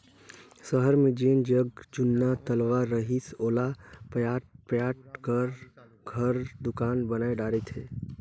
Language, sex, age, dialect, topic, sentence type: Chhattisgarhi, male, 18-24, Northern/Bhandar, agriculture, statement